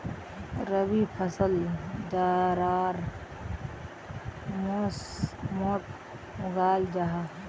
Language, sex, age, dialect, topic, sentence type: Magahi, female, 25-30, Northeastern/Surjapuri, agriculture, statement